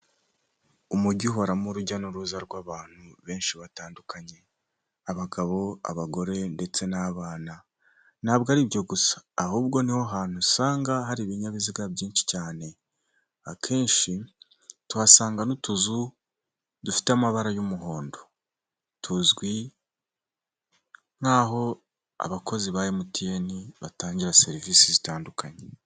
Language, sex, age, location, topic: Kinyarwanda, male, 18-24, Nyagatare, government